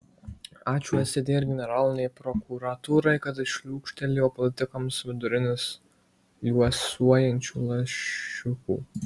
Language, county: Lithuanian, Marijampolė